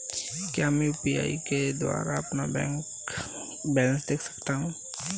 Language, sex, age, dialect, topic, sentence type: Hindi, male, 18-24, Kanauji Braj Bhasha, banking, question